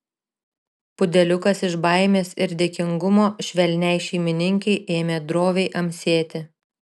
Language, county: Lithuanian, Šiauliai